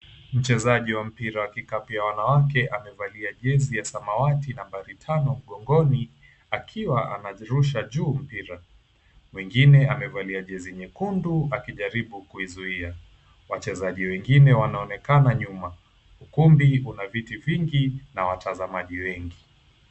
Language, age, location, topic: Swahili, 25-35, Mombasa, government